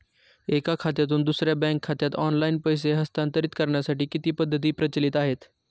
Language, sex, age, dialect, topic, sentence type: Marathi, male, 18-24, Standard Marathi, banking, question